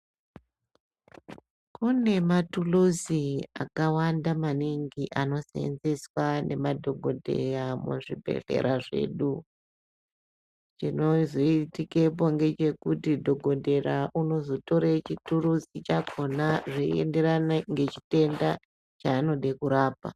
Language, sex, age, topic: Ndau, male, 25-35, health